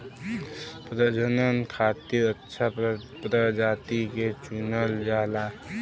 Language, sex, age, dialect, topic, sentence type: Bhojpuri, male, 18-24, Western, agriculture, statement